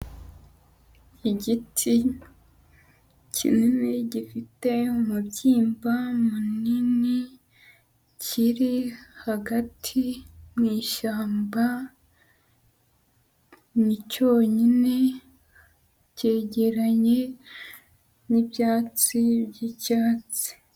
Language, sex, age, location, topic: Kinyarwanda, female, 25-35, Huye, agriculture